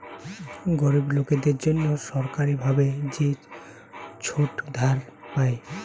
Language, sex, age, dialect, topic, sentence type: Bengali, male, 18-24, Western, banking, statement